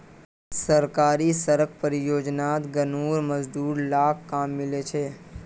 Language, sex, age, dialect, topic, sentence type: Magahi, male, 18-24, Northeastern/Surjapuri, banking, statement